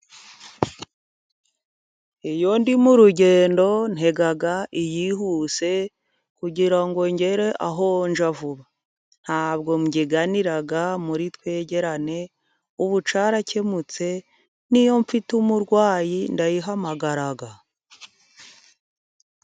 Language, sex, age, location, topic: Kinyarwanda, female, 50+, Musanze, government